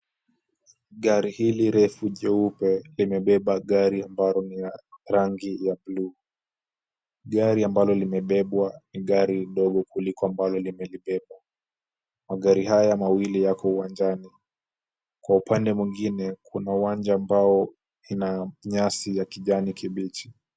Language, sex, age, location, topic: Swahili, male, 18-24, Kisumu, finance